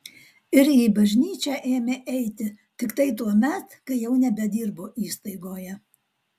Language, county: Lithuanian, Alytus